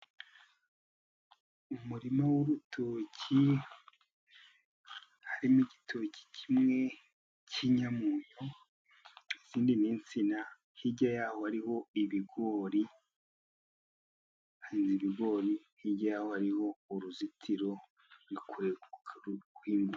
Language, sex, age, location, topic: Kinyarwanda, male, 50+, Musanze, agriculture